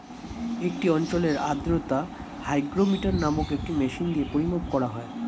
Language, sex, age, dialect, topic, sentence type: Bengali, male, 18-24, Standard Colloquial, agriculture, statement